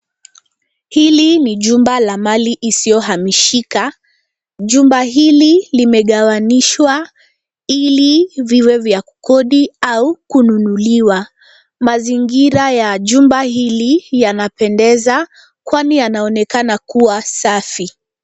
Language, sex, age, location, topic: Swahili, female, 25-35, Nairobi, finance